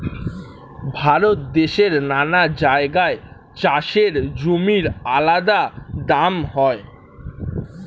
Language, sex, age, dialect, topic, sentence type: Bengali, male, <18, Standard Colloquial, agriculture, statement